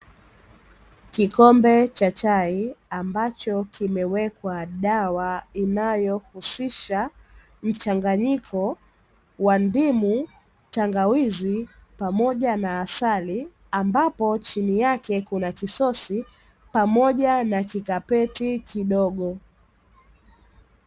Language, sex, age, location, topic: Swahili, female, 18-24, Dar es Salaam, health